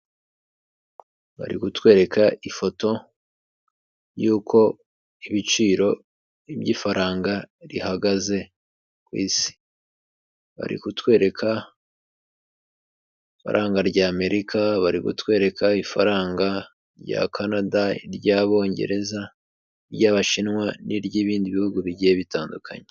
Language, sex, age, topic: Kinyarwanda, male, 25-35, finance